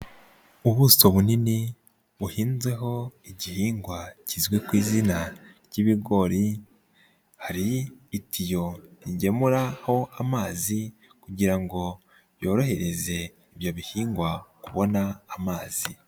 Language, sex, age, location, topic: Kinyarwanda, male, 25-35, Nyagatare, agriculture